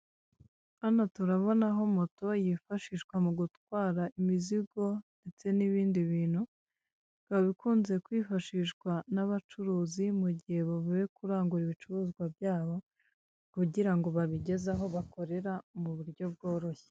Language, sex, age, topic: Kinyarwanda, female, 25-35, government